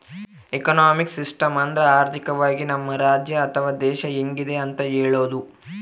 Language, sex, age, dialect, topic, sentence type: Kannada, male, 18-24, Central, banking, statement